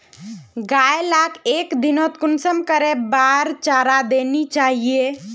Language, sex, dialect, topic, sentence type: Magahi, female, Northeastern/Surjapuri, agriculture, question